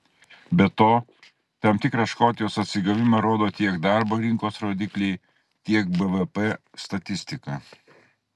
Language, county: Lithuanian, Klaipėda